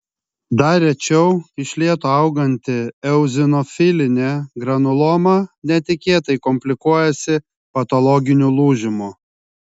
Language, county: Lithuanian, Kaunas